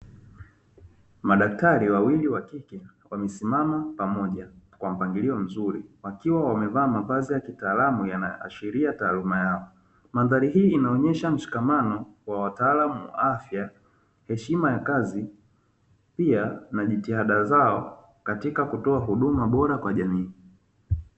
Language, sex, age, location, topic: Swahili, male, 25-35, Dar es Salaam, health